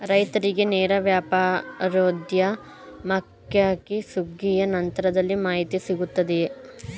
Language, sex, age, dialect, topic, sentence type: Kannada, female, 18-24, Mysore Kannada, agriculture, question